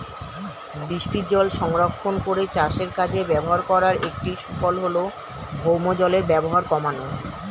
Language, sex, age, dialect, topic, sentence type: Bengali, female, 36-40, Standard Colloquial, agriculture, statement